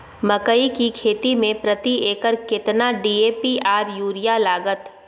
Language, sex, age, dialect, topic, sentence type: Maithili, female, 18-24, Bajjika, agriculture, question